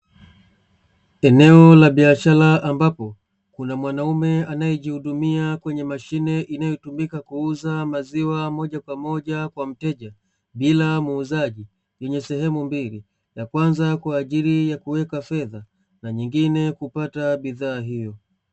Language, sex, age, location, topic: Swahili, male, 25-35, Dar es Salaam, finance